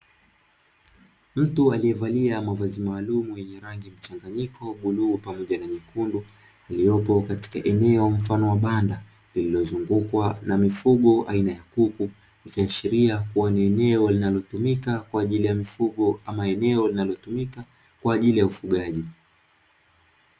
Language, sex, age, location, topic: Swahili, male, 25-35, Dar es Salaam, agriculture